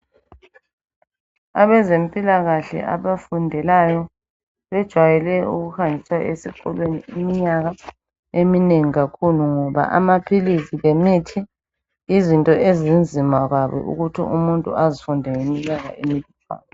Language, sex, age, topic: North Ndebele, female, 25-35, health